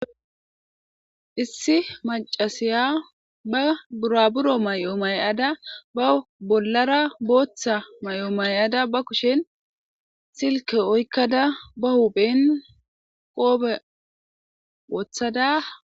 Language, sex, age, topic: Gamo, female, 25-35, government